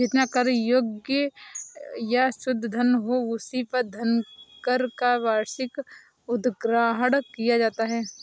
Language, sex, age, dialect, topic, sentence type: Hindi, female, 56-60, Awadhi Bundeli, banking, statement